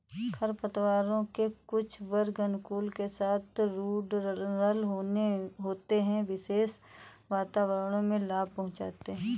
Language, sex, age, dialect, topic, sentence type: Hindi, female, 18-24, Awadhi Bundeli, agriculture, statement